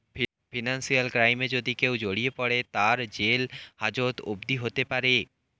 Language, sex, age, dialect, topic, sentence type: Bengali, male, 18-24, Standard Colloquial, banking, statement